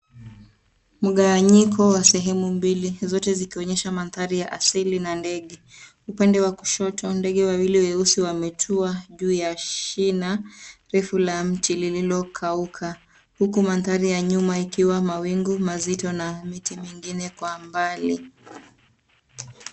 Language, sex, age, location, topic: Swahili, female, 25-35, Nairobi, government